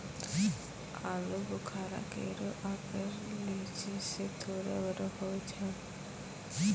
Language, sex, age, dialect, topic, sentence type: Maithili, female, 18-24, Angika, agriculture, statement